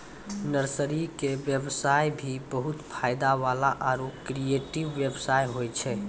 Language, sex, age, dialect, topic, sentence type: Maithili, male, 18-24, Angika, agriculture, statement